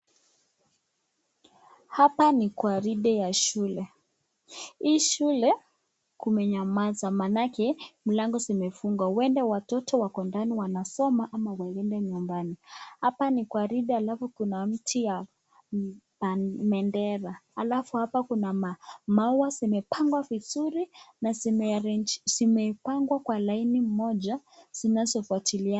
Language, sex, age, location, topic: Swahili, female, 18-24, Nakuru, education